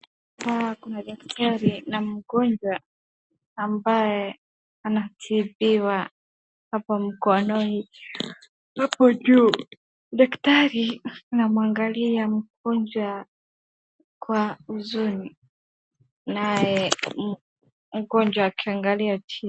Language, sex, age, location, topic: Swahili, female, 36-49, Wajir, health